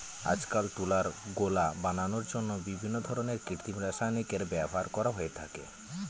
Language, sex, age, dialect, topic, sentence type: Bengali, male, 18-24, Northern/Varendri, agriculture, statement